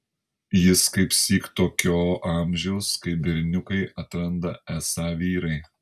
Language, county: Lithuanian, Panevėžys